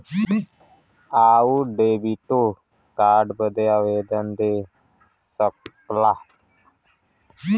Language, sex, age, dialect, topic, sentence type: Bhojpuri, male, <18, Western, banking, statement